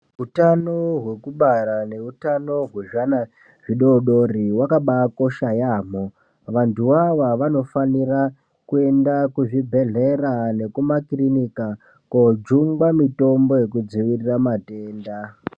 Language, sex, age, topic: Ndau, female, 18-24, health